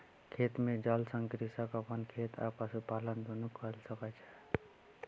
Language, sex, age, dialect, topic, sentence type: Maithili, male, 25-30, Southern/Standard, agriculture, statement